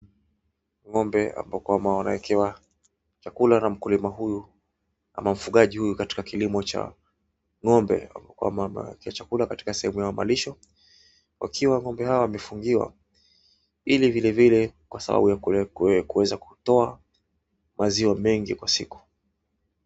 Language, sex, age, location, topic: Swahili, male, 25-35, Wajir, agriculture